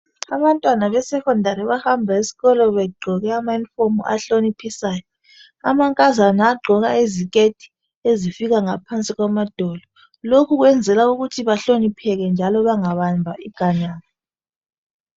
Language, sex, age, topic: North Ndebele, female, 25-35, education